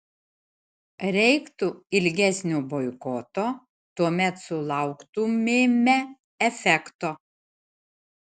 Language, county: Lithuanian, Šiauliai